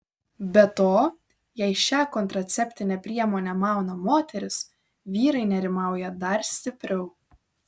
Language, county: Lithuanian, Vilnius